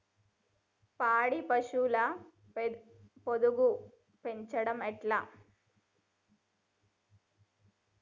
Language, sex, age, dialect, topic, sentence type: Telugu, female, 18-24, Telangana, agriculture, question